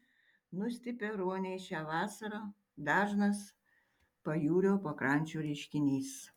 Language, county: Lithuanian, Tauragė